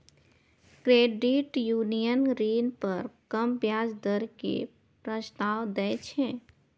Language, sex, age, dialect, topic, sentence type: Maithili, female, 31-35, Eastern / Thethi, banking, statement